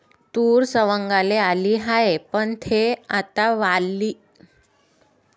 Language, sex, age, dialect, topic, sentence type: Marathi, female, 25-30, Varhadi, agriculture, question